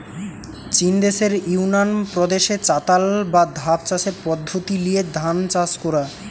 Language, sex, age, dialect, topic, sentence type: Bengali, male, 18-24, Western, agriculture, statement